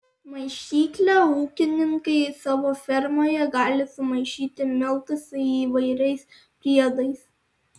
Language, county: Lithuanian, Alytus